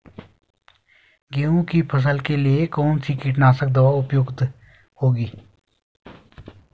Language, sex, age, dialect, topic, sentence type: Hindi, male, 36-40, Garhwali, agriculture, question